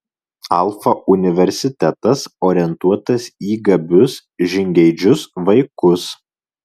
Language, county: Lithuanian, Marijampolė